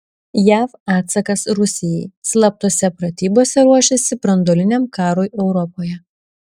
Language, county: Lithuanian, Šiauliai